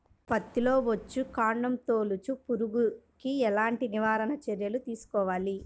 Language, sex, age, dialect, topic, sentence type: Telugu, male, 25-30, Central/Coastal, agriculture, question